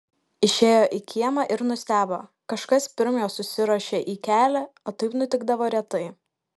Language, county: Lithuanian, Šiauliai